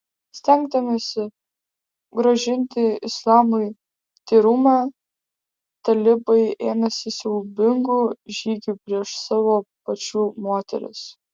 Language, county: Lithuanian, Vilnius